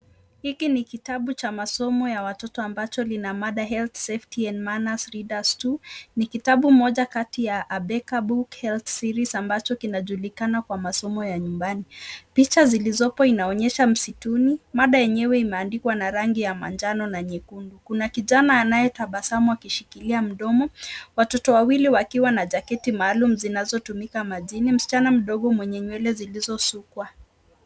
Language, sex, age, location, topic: Swahili, female, 25-35, Nakuru, education